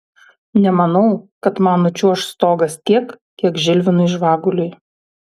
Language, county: Lithuanian, Utena